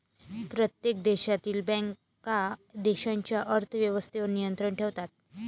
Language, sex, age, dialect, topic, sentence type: Marathi, female, 31-35, Varhadi, banking, statement